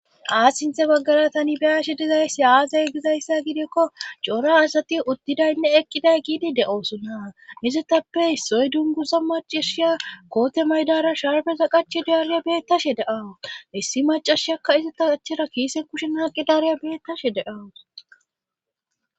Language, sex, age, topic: Gamo, female, 25-35, government